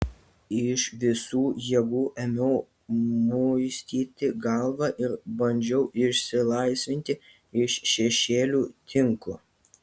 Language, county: Lithuanian, Kaunas